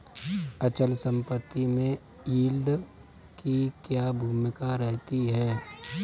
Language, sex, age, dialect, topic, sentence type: Hindi, male, 25-30, Kanauji Braj Bhasha, banking, statement